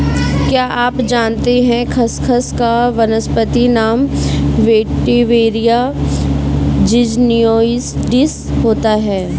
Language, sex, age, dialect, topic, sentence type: Hindi, female, 25-30, Kanauji Braj Bhasha, agriculture, statement